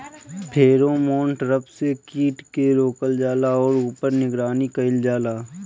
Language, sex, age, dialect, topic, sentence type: Bhojpuri, male, 18-24, Northern, agriculture, question